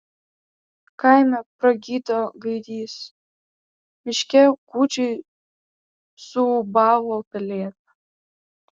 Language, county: Lithuanian, Vilnius